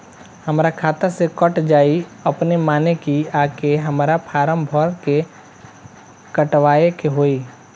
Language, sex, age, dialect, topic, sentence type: Bhojpuri, male, 25-30, Southern / Standard, banking, question